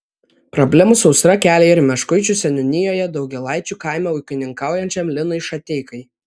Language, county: Lithuanian, Vilnius